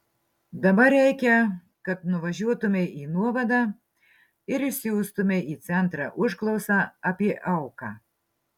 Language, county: Lithuanian, Marijampolė